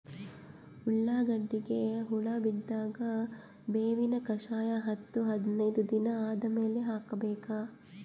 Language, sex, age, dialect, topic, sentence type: Kannada, female, 18-24, Northeastern, agriculture, question